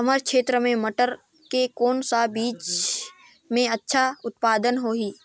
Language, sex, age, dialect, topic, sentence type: Chhattisgarhi, male, 25-30, Northern/Bhandar, agriculture, question